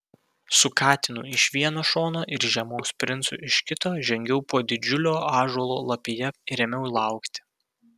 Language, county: Lithuanian, Vilnius